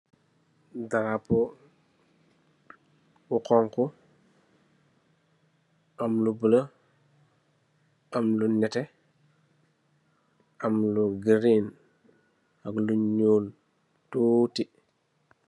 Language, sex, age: Wolof, male, 25-35